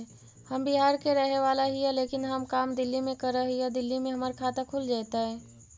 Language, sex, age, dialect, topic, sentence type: Magahi, female, 51-55, Central/Standard, banking, question